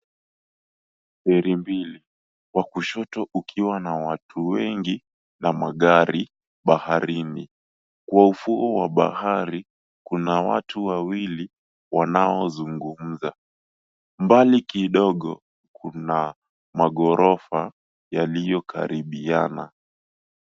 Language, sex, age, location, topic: Swahili, male, 18-24, Mombasa, government